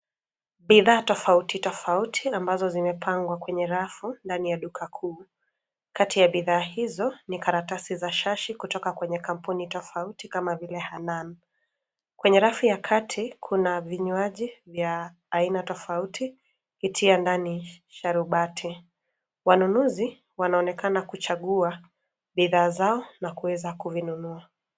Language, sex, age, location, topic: Swahili, female, 25-35, Nairobi, finance